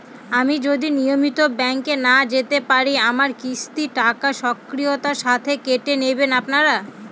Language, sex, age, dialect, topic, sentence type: Bengali, female, 31-35, Northern/Varendri, banking, question